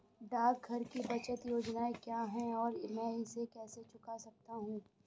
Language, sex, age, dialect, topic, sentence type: Hindi, female, 25-30, Awadhi Bundeli, banking, question